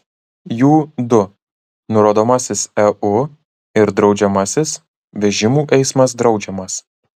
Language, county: Lithuanian, Marijampolė